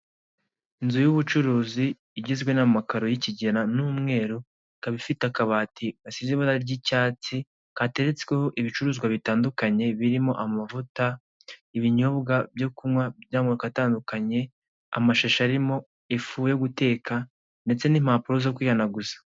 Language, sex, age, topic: Kinyarwanda, male, 18-24, finance